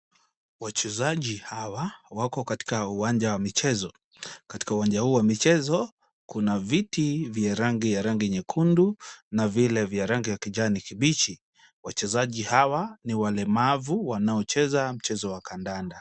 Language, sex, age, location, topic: Swahili, male, 25-35, Kisumu, education